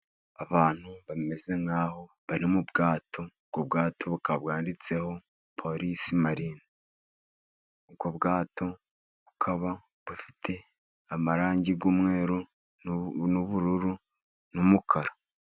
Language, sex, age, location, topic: Kinyarwanda, male, 36-49, Musanze, agriculture